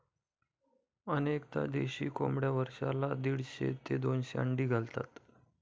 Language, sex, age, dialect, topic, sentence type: Marathi, male, 25-30, Standard Marathi, agriculture, statement